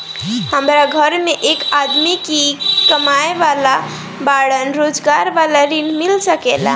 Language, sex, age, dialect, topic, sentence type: Bhojpuri, female, 18-24, Northern, banking, question